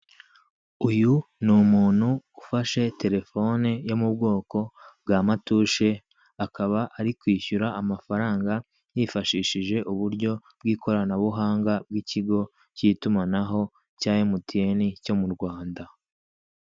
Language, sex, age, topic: Kinyarwanda, male, 18-24, finance